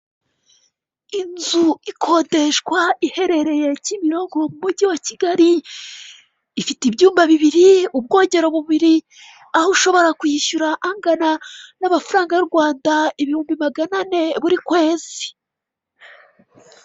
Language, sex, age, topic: Kinyarwanda, female, 36-49, finance